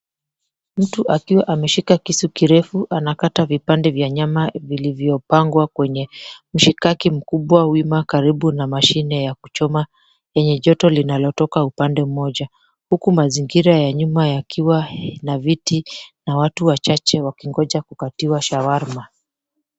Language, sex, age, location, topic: Swahili, female, 25-35, Mombasa, agriculture